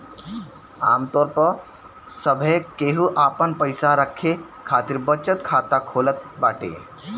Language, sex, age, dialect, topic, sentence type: Bhojpuri, male, 18-24, Northern, banking, statement